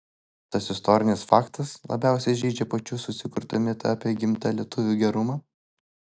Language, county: Lithuanian, Vilnius